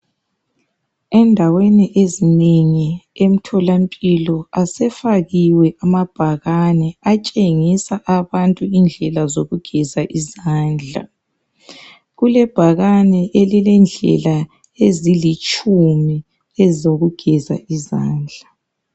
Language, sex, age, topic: North Ndebele, male, 36-49, health